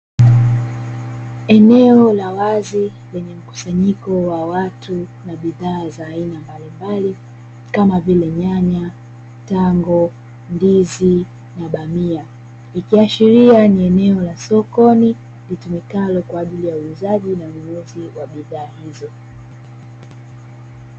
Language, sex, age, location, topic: Swahili, female, 25-35, Dar es Salaam, finance